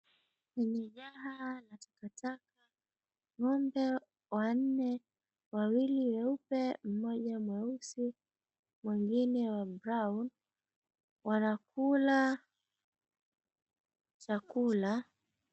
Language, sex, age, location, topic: Swahili, female, 25-35, Mombasa, agriculture